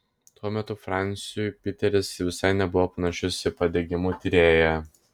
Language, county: Lithuanian, Vilnius